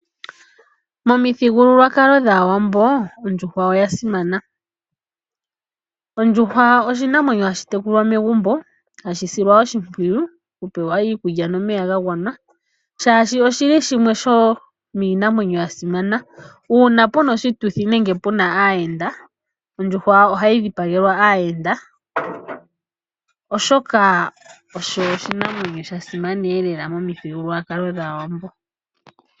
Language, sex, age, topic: Oshiwambo, female, 25-35, agriculture